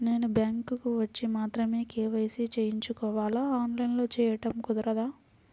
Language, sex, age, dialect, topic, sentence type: Telugu, female, 41-45, Central/Coastal, banking, question